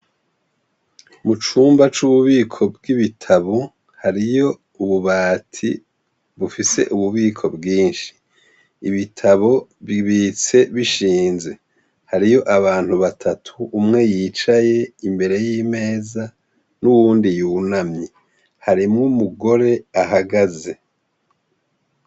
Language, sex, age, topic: Rundi, male, 50+, education